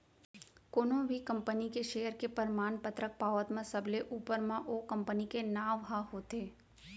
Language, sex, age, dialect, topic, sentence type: Chhattisgarhi, female, 25-30, Central, banking, statement